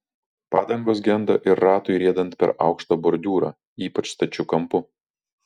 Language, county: Lithuanian, Vilnius